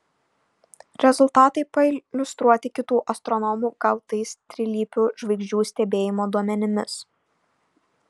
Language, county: Lithuanian, Šiauliai